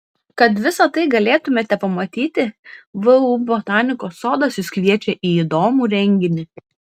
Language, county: Lithuanian, Klaipėda